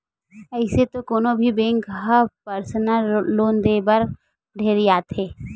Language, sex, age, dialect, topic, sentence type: Chhattisgarhi, female, 18-24, Western/Budati/Khatahi, banking, statement